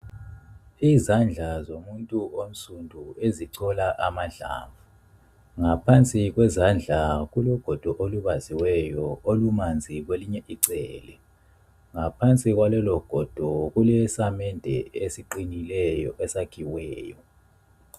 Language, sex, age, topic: North Ndebele, male, 25-35, health